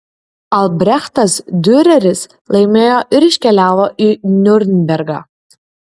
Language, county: Lithuanian, Kaunas